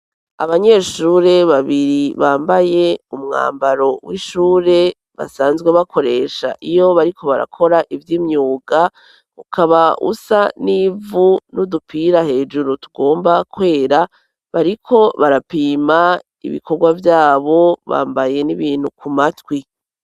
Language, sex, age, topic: Rundi, male, 36-49, education